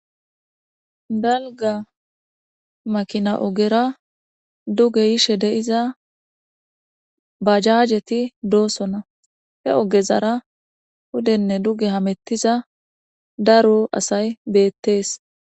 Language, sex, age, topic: Gamo, female, 18-24, government